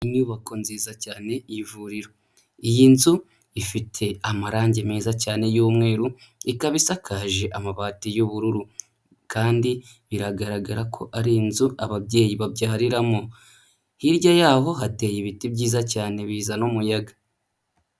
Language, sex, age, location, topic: Kinyarwanda, male, 25-35, Huye, health